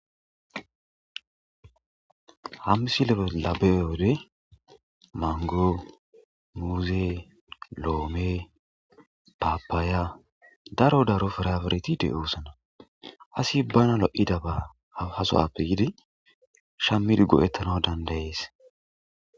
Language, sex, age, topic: Gamo, male, 18-24, agriculture